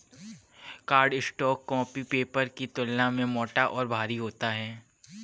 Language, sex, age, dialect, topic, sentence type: Hindi, female, 25-30, Kanauji Braj Bhasha, agriculture, statement